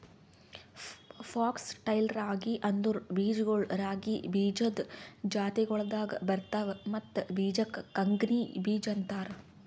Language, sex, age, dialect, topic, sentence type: Kannada, female, 46-50, Northeastern, agriculture, statement